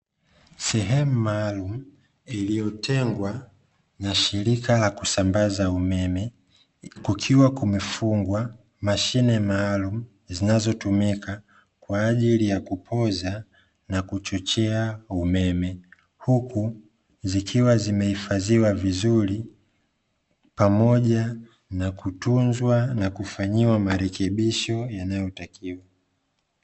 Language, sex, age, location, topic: Swahili, male, 25-35, Dar es Salaam, government